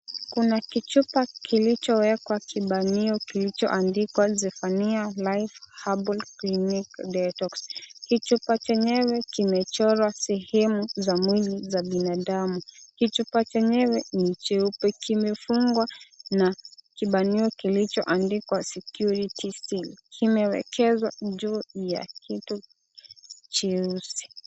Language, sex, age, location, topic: Swahili, female, 18-24, Kisumu, health